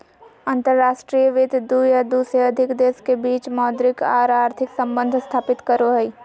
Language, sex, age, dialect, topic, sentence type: Magahi, female, 18-24, Southern, banking, statement